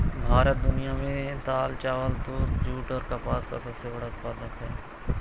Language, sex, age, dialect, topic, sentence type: Hindi, male, 18-24, Awadhi Bundeli, agriculture, statement